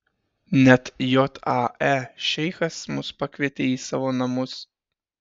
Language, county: Lithuanian, Šiauliai